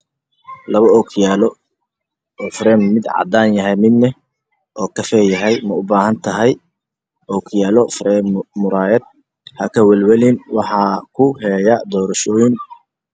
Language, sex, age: Somali, male, 18-24